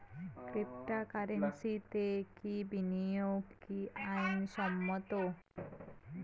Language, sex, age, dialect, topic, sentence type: Bengali, female, 18-24, Rajbangshi, banking, question